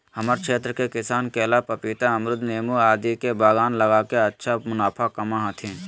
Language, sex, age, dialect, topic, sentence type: Magahi, male, 18-24, Southern, agriculture, statement